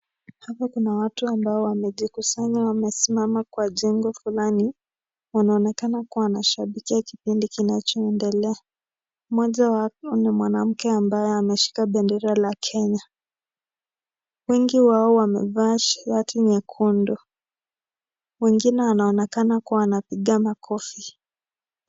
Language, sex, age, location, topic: Swahili, male, 18-24, Nakuru, government